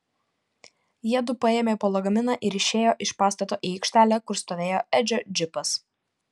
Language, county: Lithuanian, Panevėžys